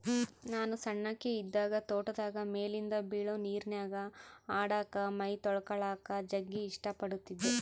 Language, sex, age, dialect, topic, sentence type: Kannada, female, 31-35, Central, agriculture, statement